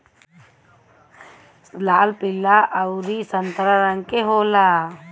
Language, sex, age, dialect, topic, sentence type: Bhojpuri, female, 31-35, Western, agriculture, statement